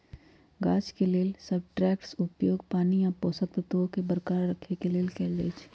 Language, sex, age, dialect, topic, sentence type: Magahi, female, 31-35, Western, agriculture, statement